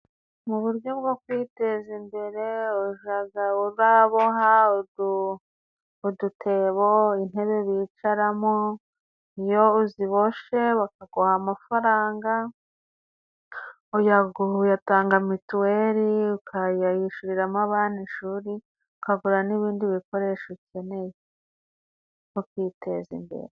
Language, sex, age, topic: Kinyarwanda, female, 25-35, government